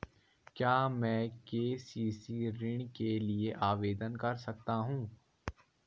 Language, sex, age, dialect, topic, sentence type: Hindi, male, 18-24, Garhwali, banking, question